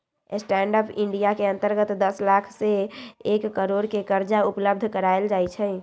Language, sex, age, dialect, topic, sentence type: Magahi, female, 18-24, Western, banking, statement